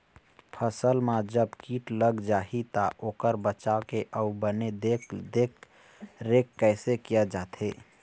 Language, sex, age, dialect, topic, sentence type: Chhattisgarhi, male, 31-35, Eastern, agriculture, question